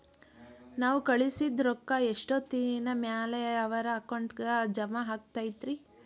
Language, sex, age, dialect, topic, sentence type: Kannada, female, 41-45, Dharwad Kannada, banking, question